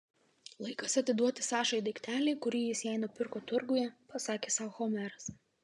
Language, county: Lithuanian, Vilnius